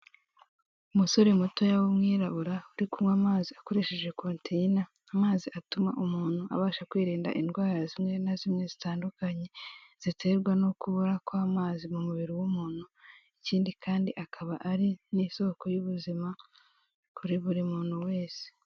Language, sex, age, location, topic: Kinyarwanda, female, 18-24, Kigali, health